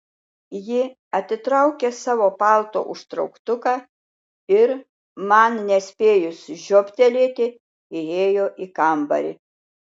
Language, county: Lithuanian, Šiauliai